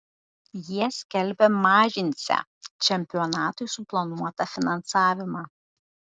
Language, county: Lithuanian, Šiauliai